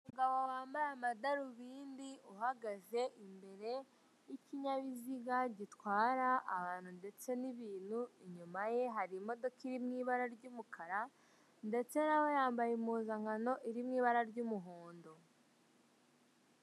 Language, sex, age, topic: Kinyarwanda, male, 25-35, finance